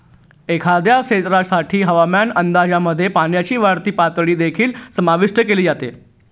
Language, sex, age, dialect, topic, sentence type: Marathi, male, 36-40, Northern Konkan, agriculture, statement